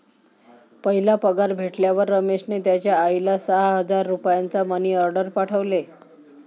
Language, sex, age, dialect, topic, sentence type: Marathi, female, 25-30, Varhadi, banking, statement